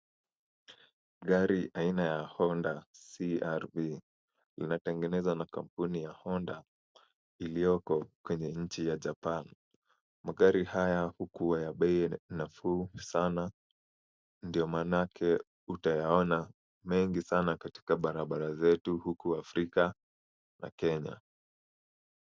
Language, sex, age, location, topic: Swahili, male, 18-24, Kisumu, finance